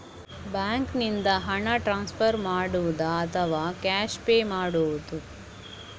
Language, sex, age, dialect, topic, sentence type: Kannada, female, 60-100, Coastal/Dakshin, banking, question